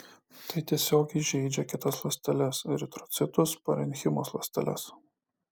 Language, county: Lithuanian, Kaunas